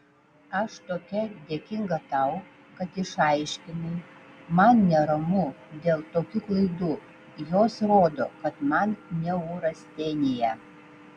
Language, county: Lithuanian, Vilnius